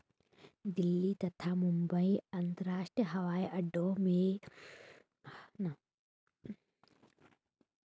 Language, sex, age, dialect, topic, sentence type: Hindi, female, 18-24, Hindustani Malvi Khadi Boli, banking, statement